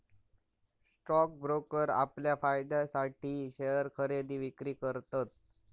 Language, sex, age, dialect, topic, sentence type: Marathi, male, 18-24, Southern Konkan, banking, statement